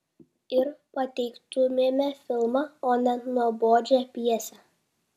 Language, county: Lithuanian, Kaunas